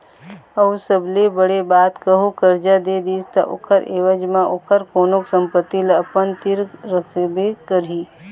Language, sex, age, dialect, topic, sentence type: Chhattisgarhi, female, 25-30, Eastern, banking, statement